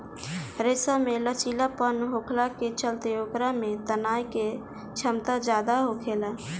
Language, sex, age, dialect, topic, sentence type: Bhojpuri, female, 18-24, Southern / Standard, agriculture, statement